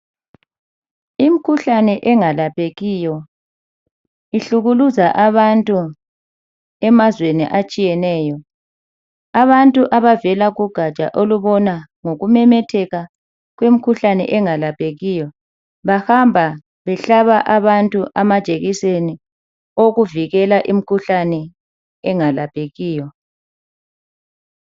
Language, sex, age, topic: North Ndebele, male, 36-49, health